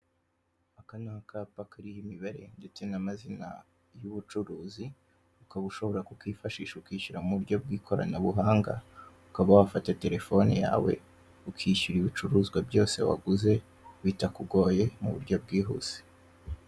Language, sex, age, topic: Kinyarwanda, male, 18-24, finance